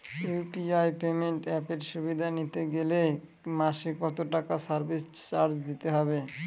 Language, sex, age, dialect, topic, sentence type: Bengali, male, 25-30, Northern/Varendri, banking, question